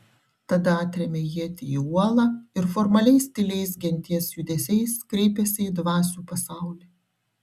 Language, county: Lithuanian, Šiauliai